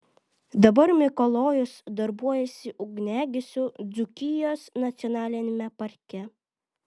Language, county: Lithuanian, Vilnius